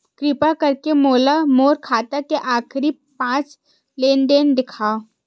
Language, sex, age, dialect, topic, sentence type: Chhattisgarhi, female, 18-24, Western/Budati/Khatahi, banking, statement